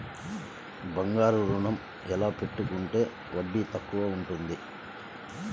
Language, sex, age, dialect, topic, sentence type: Telugu, male, 36-40, Central/Coastal, banking, question